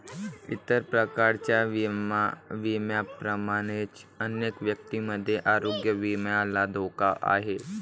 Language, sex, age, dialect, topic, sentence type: Marathi, male, 18-24, Varhadi, banking, statement